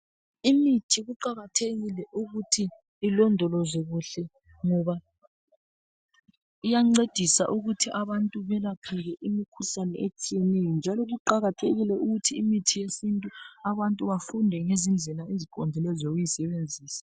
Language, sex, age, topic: North Ndebele, male, 36-49, health